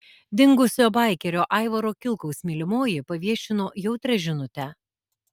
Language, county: Lithuanian, Alytus